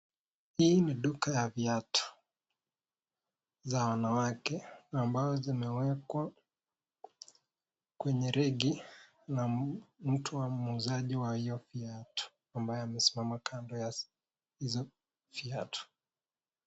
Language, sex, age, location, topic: Swahili, male, 18-24, Nakuru, finance